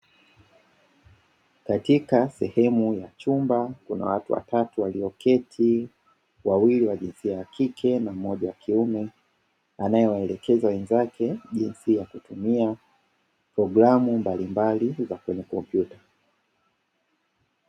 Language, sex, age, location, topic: Swahili, male, 25-35, Dar es Salaam, education